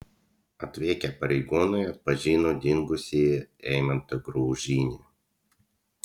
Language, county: Lithuanian, Utena